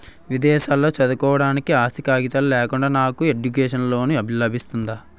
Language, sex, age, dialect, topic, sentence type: Telugu, male, 18-24, Utterandhra, banking, question